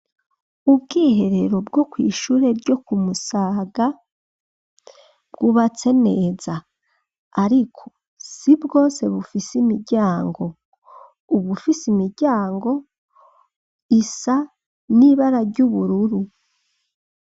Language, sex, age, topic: Rundi, female, 25-35, education